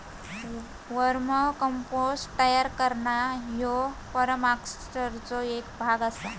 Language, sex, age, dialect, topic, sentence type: Marathi, female, 18-24, Southern Konkan, agriculture, statement